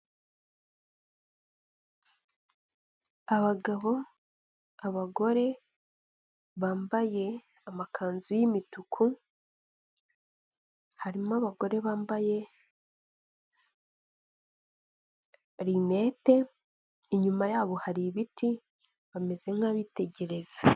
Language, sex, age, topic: Kinyarwanda, female, 25-35, government